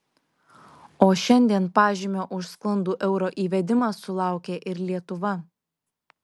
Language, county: Lithuanian, Šiauliai